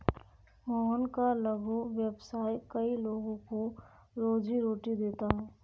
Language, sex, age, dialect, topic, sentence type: Hindi, female, 18-24, Kanauji Braj Bhasha, banking, statement